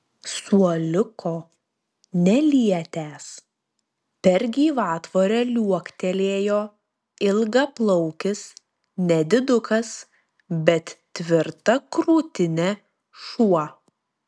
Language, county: Lithuanian, Klaipėda